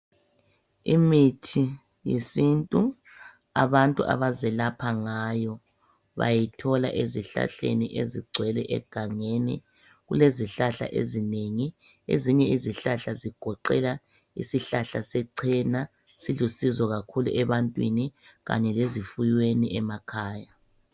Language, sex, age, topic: North Ndebele, female, 36-49, health